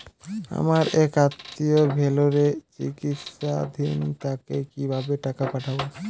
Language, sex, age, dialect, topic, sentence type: Bengali, male, 18-24, Western, banking, question